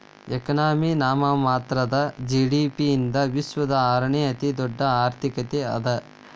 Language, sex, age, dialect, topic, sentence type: Kannada, male, 18-24, Dharwad Kannada, banking, statement